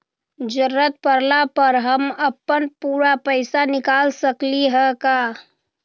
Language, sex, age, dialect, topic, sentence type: Magahi, female, 36-40, Western, banking, question